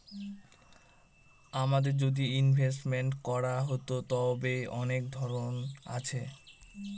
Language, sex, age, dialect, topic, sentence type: Bengali, male, 18-24, Northern/Varendri, banking, statement